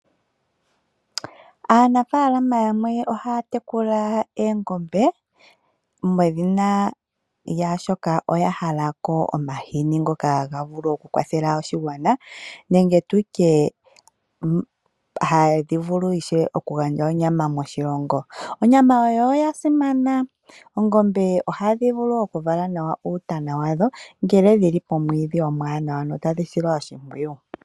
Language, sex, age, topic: Oshiwambo, female, 25-35, agriculture